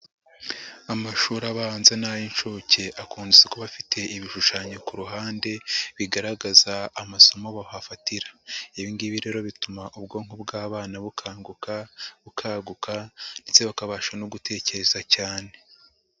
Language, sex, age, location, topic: Kinyarwanda, male, 50+, Nyagatare, education